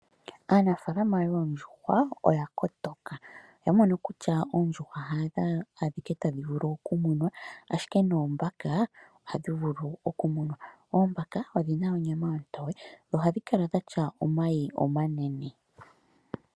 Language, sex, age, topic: Oshiwambo, female, 25-35, agriculture